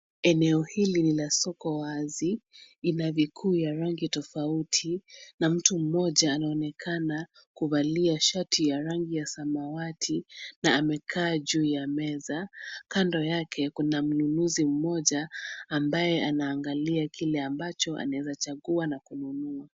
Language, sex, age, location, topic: Swahili, female, 25-35, Nairobi, finance